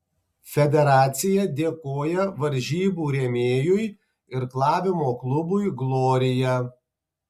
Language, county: Lithuanian, Tauragė